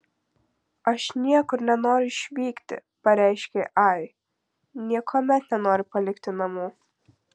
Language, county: Lithuanian, Marijampolė